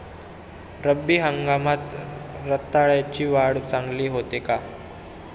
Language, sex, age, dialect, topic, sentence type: Marathi, male, 18-24, Standard Marathi, agriculture, question